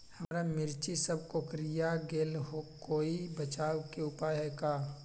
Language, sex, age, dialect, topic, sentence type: Magahi, male, 25-30, Western, agriculture, question